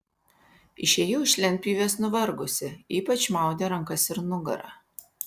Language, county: Lithuanian, Vilnius